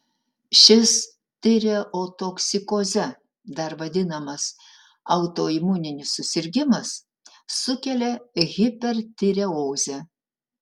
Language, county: Lithuanian, Utena